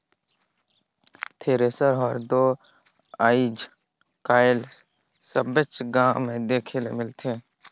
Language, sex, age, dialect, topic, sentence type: Chhattisgarhi, male, 18-24, Northern/Bhandar, agriculture, statement